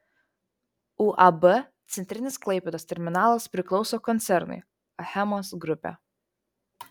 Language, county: Lithuanian, Vilnius